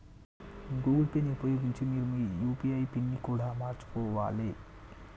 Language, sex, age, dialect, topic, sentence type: Telugu, male, 18-24, Telangana, banking, statement